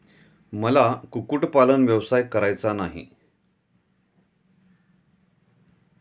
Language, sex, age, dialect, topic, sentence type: Marathi, male, 51-55, Standard Marathi, agriculture, statement